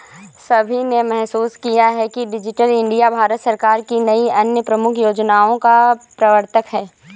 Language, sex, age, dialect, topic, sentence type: Hindi, female, 18-24, Awadhi Bundeli, banking, statement